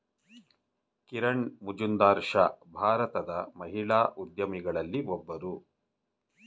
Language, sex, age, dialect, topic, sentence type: Kannada, male, 46-50, Mysore Kannada, banking, statement